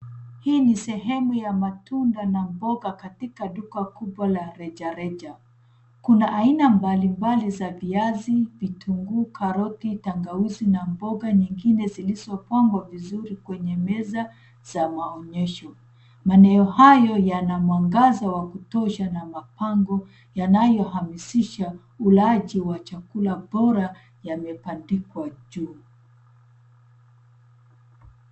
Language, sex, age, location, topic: Swahili, female, 36-49, Nairobi, finance